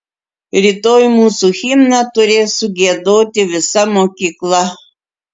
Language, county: Lithuanian, Klaipėda